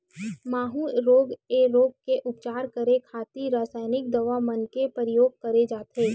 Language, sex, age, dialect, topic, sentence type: Chhattisgarhi, female, 25-30, Western/Budati/Khatahi, agriculture, statement